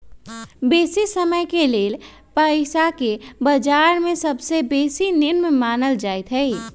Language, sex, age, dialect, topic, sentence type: Magahi, male, 31-35, Western, banking, statement